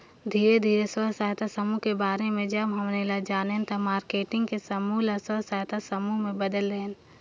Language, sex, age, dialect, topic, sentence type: Chhattisgarhi, female, 18-24, Northern/Bhandar, banking, statement